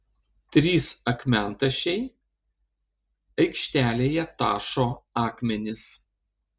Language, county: Lithuanian, Panevėžys